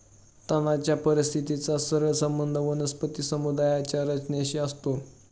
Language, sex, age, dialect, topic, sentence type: Marathi, male, 31-35, Northern Konkan, agriculture, statement